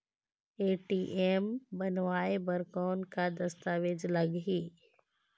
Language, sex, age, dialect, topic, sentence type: Chhattisgarhi, female, 18-24, Northern/Bhandar, banking, question